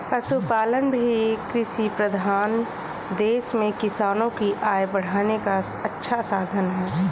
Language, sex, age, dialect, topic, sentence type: Hindi, female, 25-30, Awadhi Bundeli, agriculture, statement